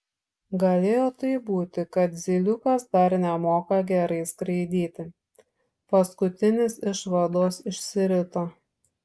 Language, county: Lithuanian, Šiauliai